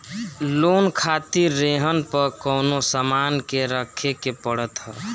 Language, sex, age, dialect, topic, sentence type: Bhojpuri, male, 51-55, Northern, banking, statement